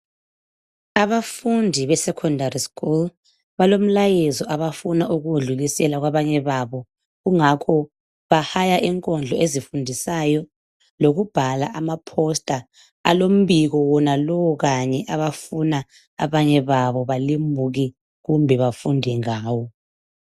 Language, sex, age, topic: North Ndebele, female, 25-35, education